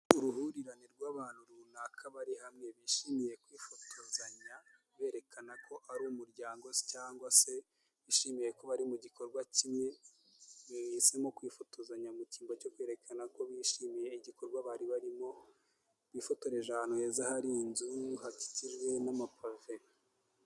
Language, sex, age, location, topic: Kinyarwanda, male, 18-24, Kigali, health